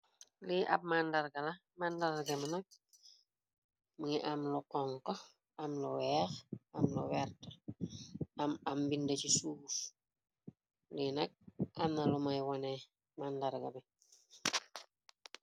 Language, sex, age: Wolof, female, 25-35